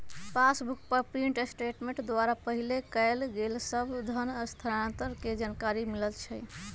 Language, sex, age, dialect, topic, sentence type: Magahi, female, 25-30, Western, banking, statement